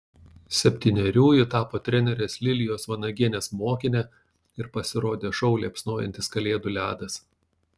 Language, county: Lithuanian, Panevėžys